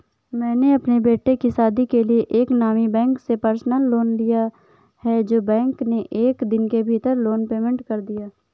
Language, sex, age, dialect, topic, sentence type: Hindi, female, 51-55, Awadhi Bundeli, banking, statement